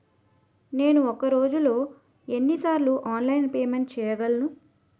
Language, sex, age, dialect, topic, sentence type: Telugu, female, 31-35, Utterandhra, banking, question